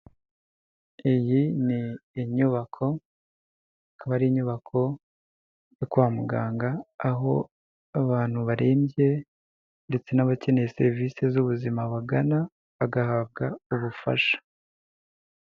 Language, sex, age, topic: Kinyarwanda, male, 18-24, health